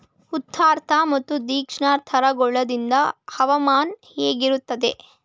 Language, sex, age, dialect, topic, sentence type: Kannada, female, 18-24, Mysore Kannada, agriculture, question